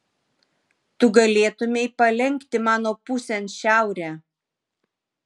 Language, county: Lithuanian, Vilnius